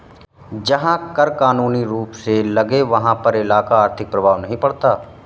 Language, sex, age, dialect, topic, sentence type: Hindi, male, 31-35, Awadhi Bundeli, banking, statement